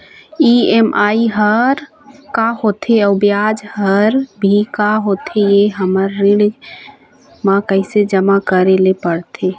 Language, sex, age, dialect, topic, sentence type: Chhattisgarhi, female, 51-55, Eastern, banking, question